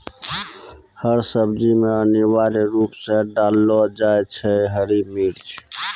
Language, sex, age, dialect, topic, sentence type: Maithili, male, 18-24, Angika, agriculture, statement